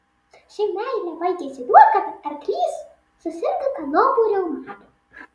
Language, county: Lithuanian, Vilnius